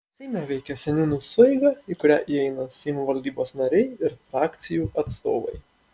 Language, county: Lithuanian, Panevėžys